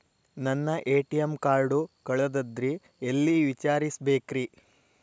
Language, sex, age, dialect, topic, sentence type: Kannada, male, 25-30, Dharwad Kannada, banking, question